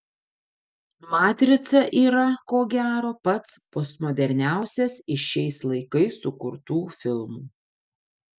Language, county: Lithuanian, Panevėžys